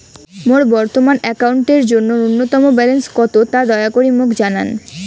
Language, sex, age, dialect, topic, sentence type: Bengali, female, 18-24, Rajbangshi, banking, statement